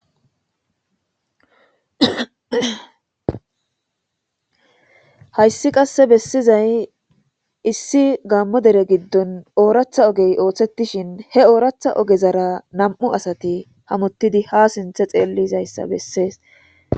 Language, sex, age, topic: Gamo, female, 18-24, government